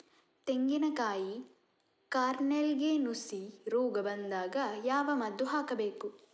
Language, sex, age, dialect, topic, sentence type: Kannada, male, 36-40, Coastal/Dakshin, agriculture, question